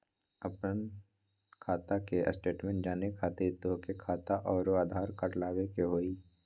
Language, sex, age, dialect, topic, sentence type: Magahi, male, 18-24, Western, banking, question